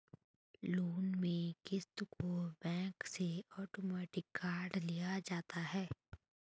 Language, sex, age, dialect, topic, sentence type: Hindi, female, 18-24, Hindustani Malvi Khadi Boli, banking, statement